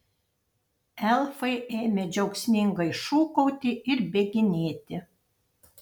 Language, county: Lithuanian, Panevėžys